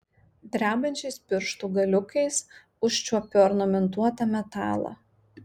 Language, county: Lithuanian, Marijampolė